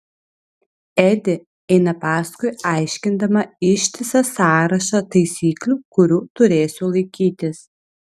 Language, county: Lithuanian, Vilnius